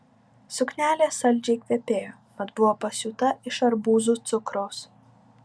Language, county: Lithuanian, Vilnius